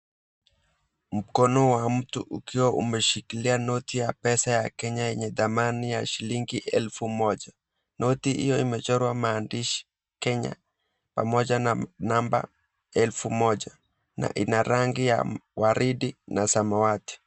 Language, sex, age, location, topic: Swahili, male, 18-24, Mombasa, finance